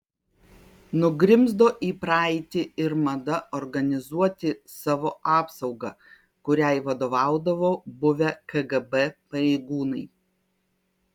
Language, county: Lithuanian, Kaunas